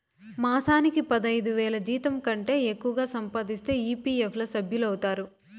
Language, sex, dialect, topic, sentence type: Telugu, female, Southern, banking, statement